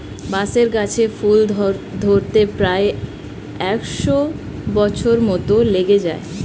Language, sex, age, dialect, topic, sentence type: Bengali, female, 25-30, Standard Colloquial, agriculture, statement